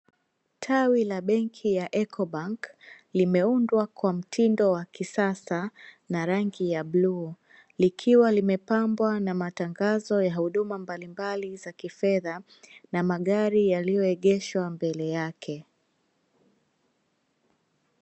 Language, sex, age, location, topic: Swahili, female, 25-35, Dar es Salaam, finance